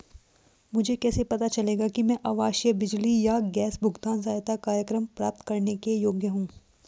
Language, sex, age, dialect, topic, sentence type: Hindi, female, 18-24, Hindustani Malvi Khadi Boli, banking, question